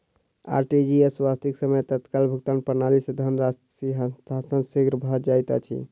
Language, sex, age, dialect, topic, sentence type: Maithili, male, 36-40, Southern/Standard, banking, statement